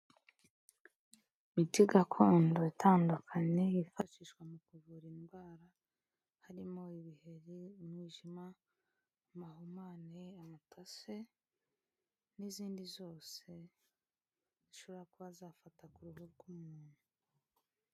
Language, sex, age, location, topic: Kinyarwanda, female, 25-35, Kigali, health